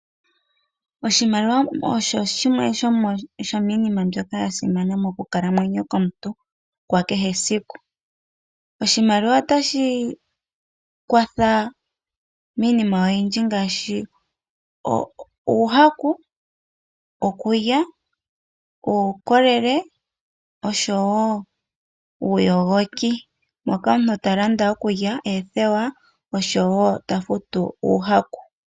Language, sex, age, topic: Oshiwambo, female, 18-24, finance